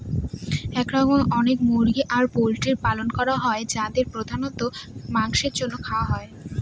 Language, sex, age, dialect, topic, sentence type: Bengali, female, 18-24, Northern/Varendri, agriculture, statement